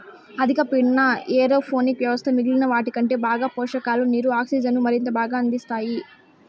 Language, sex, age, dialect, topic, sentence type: Telugu, female, 18-24, Southern, agriculture, statement